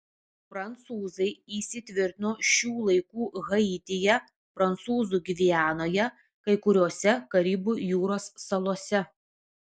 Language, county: Lithuanian, Vilnius